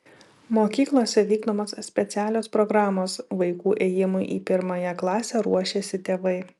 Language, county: Lithuanian, Vilnius